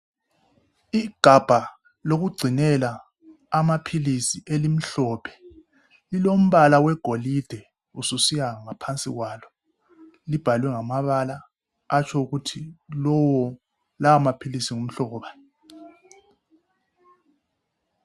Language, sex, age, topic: North Ndebele, male, 36-49, health